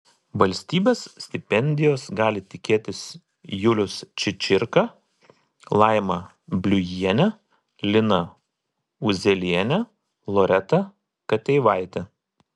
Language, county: Lithuanian, Telšiai